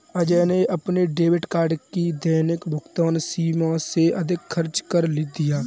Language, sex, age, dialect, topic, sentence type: Hindi, male, 18-24, Kanauji Braj Bhasha, banking, statement